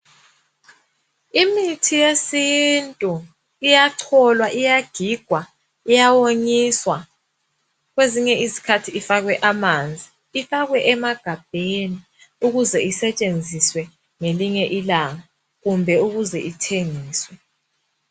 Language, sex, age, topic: North Ndebele, female, 25-35, health